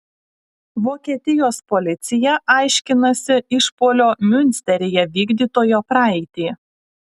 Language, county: Lithuanian, Alytus